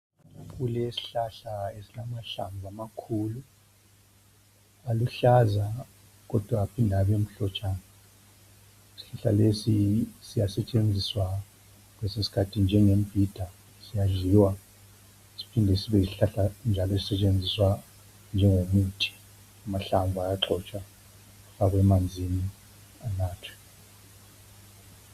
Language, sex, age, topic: North Ndebele, male, 50+, health